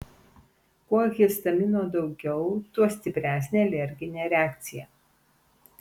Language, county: Lithuanian, Panevėžys